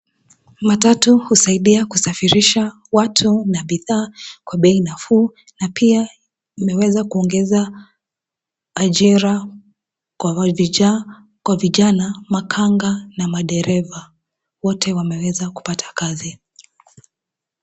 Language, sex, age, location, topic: Swahili, female, 18-24, Nairobi, government